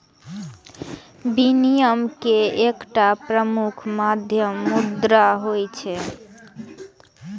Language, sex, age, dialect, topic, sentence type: Maithili, female, 18-24, Eastern / Thethi, banking, statement